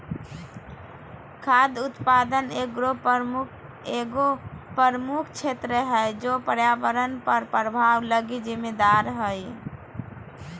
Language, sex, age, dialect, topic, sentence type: Magahi, female, 31-35, Southern, agriculture, statement